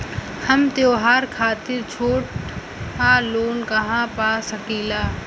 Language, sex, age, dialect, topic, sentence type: Bhojpuri, female, <18, Western, banking, statement